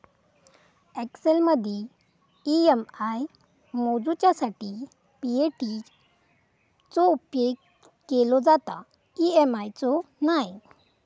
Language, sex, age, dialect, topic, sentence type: Marathi, female, 25-30, Southern Konkan, agriculture, statement